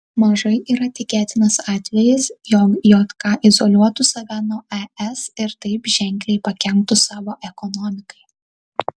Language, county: Lithuanian, Tauragė